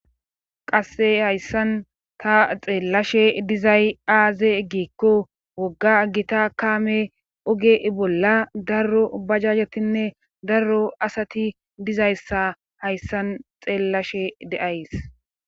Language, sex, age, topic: Gamo, female, 25-35, government